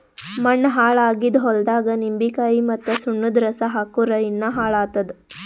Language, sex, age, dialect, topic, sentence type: Kannada, female, 18-24, Northeastern, agriculture, statement